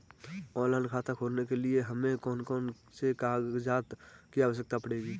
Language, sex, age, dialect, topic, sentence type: Hindi, male, 18-24, Kanauji Braj Bhasha, banking, question